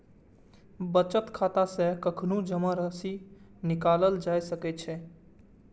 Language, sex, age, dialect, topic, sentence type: Maithili, male, 18-24, Eastern / Thethi, banking, statement